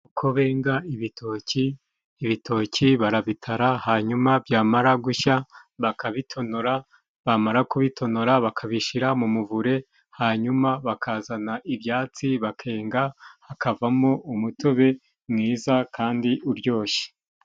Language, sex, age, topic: Kinyarwanda, male, 36-49, government